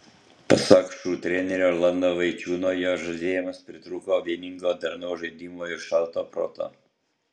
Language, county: Lithuanian, Utena